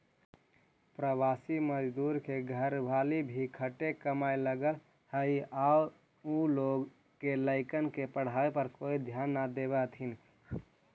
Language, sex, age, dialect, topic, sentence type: Magahi, male, 18-24, Central/Standard, banking, statement